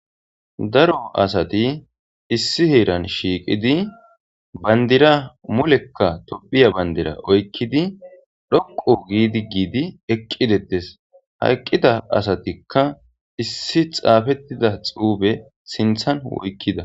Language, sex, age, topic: Gamo, male, 18-24, government